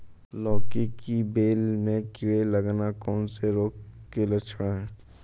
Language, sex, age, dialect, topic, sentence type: Hindi, male, 25-30, Hindustani Malvi Khadi Boli, agriculture, question